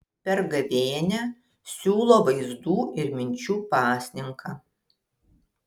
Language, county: Lithuanian, Kaunas